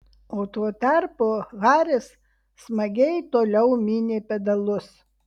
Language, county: Lithuanian, Vilnius